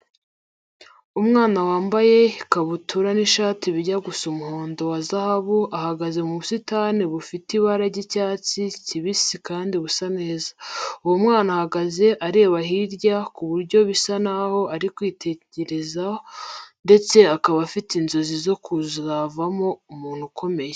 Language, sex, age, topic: Kinyarwanda, female, 25-35, education